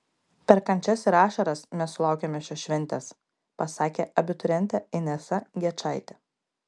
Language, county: Lithuanian, Panevėžys